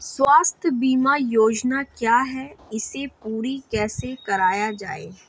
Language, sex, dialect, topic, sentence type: Hindi, female, Marwari Dhudhari, banking, question